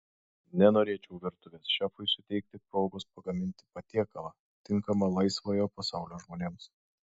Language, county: Lithuanian, Šiauliai